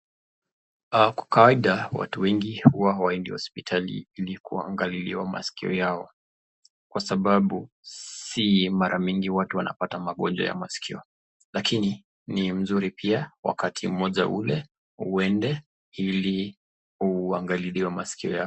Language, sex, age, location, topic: Swahili, male, 25-35, Nakuru, health